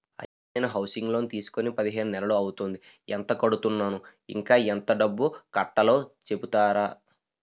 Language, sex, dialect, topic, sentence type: Telugu, male, Utterandhra, banking, question